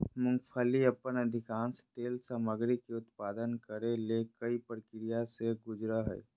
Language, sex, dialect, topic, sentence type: Magahi, female, Southern, agriculture, statement